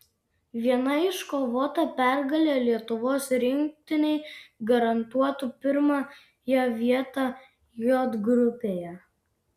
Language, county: Lithuanian, Vilnius